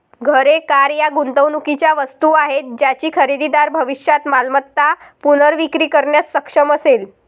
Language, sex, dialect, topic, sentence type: Marathi, female, Varhadi, banking, statement